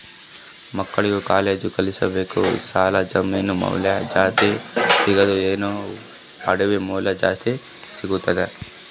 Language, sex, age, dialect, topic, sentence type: Kannada, male, 18-24, Northeastern, banking, question